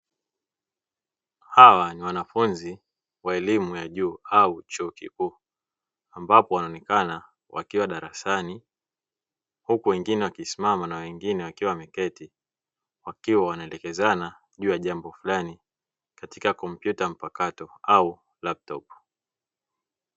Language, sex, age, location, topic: Swahili, male, 25-35, Dar es Salaam, education